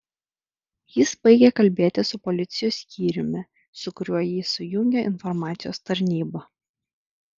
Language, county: Lithuanian, Vilnius